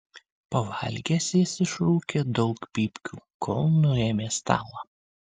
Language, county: Lithuanian, Kaunas